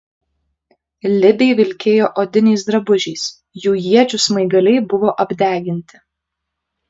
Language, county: Lithuanian, Kaunas